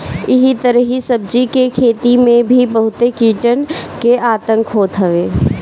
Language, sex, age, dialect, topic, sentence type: Bhojpuri, female, 18-24, Northern, agriculture, statement